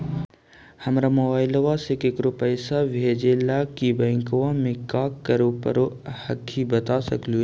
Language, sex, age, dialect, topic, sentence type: Magahi, male, 51-55, Central/Standard, banking, question